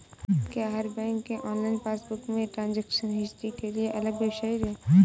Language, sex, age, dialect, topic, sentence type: Hindi, female, 25-30, Awadhi Bundeli, banking, statement